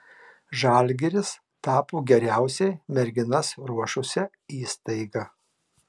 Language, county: Lithuanian, Marijampolė